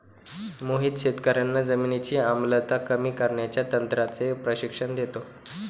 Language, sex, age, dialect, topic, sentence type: Marathi, male, 18-24, Standard Marathi, agriculture, statement